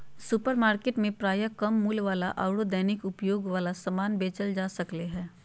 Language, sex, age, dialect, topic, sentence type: Magahi, female, 31-35, Southern, agriculture, statement